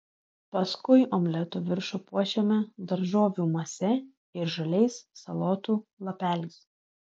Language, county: Lithuanian, Alytus